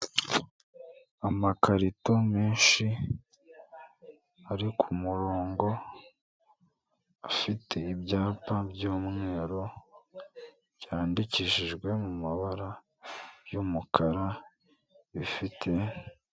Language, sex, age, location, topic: Kinyarwanda, male, 18-24, Kigali, government